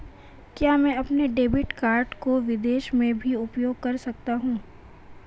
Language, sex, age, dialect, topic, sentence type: Hindi, female, 25-30, Marwari Dhudhari, banking, question